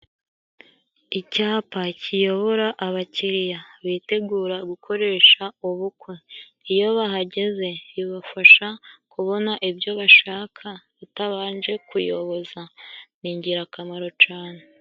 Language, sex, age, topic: Kinyarwanda, male, 18-24, finance